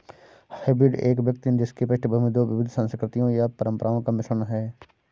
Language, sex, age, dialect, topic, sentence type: Hindi, male, 25-30, Awadhi Bundeli, banking, statement